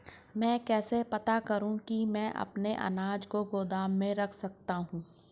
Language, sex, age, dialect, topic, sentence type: Hindi, male, 46-50, Hindustani Malvi Khadi Boli, agriculture, question